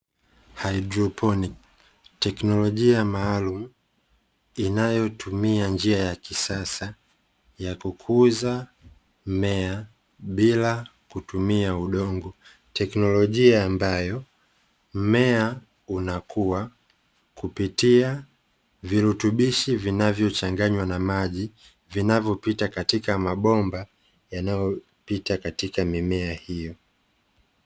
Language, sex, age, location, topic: Swahili, male, 25-35, Dar es Salaam, agriculture